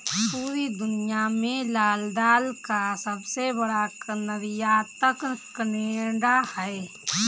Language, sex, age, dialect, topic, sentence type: Hindi, female, 25-30, Kanauji Braj Bhasha, agriculture, statement